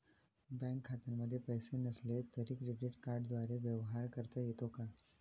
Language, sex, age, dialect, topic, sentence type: Marathi, male, 18-24, Standard Marathi, banking, question